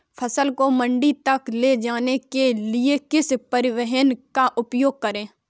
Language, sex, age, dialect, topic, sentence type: Hindi, female, 46-50, Kanauji Braj Bhasha, agriculture, question